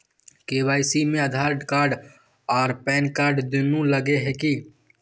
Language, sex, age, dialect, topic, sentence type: Magahi, male, 18-24, Northeastern/Surjapuri, banking, question